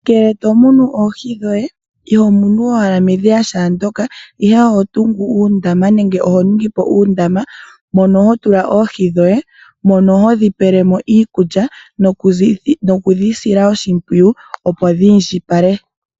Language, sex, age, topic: Oshiwambo, female, 25-35, agriculture